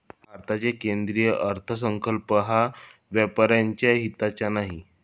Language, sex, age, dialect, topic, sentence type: Marathi, male, 25-30, Standard Marathi, banking, statement